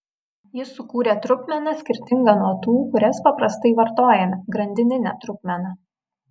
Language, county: Lithuanian, Vilnius